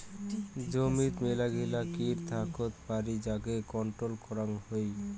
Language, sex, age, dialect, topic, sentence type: Bengali, male, 18-24, Rajbangshi, agriculture, statement